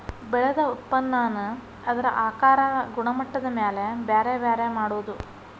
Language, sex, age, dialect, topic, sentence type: Kannada, female, 31-35, Dharwad Kannada, agriculture, statement